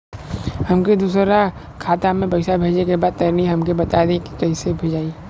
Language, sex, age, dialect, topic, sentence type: Bhojpuri, male, 25-30, Western, banking, question